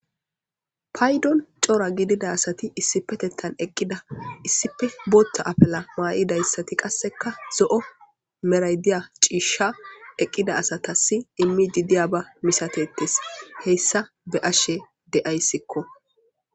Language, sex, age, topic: Gamo, female, 18-24, government